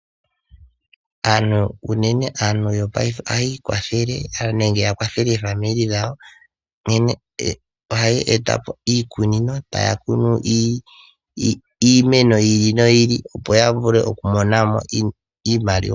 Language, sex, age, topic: Oshiwambo, male, 18-24, agriculture